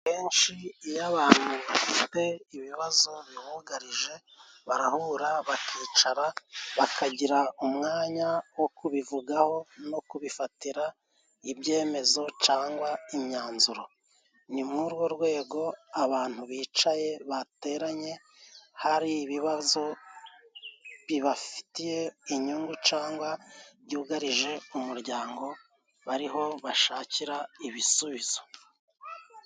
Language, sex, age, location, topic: Kinyarwanda, male, 36-49, Musanze, government